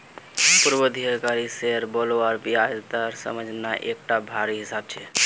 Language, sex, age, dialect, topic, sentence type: Magahi, male, 25-30, Northeastern/Surjapuri, banking, statement